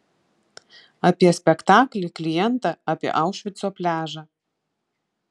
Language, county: Lithuanian, Vilnius